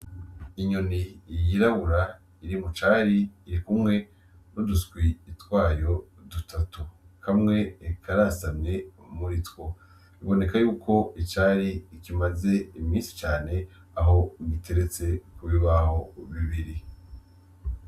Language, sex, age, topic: Rundi, male, 25-35, agriculture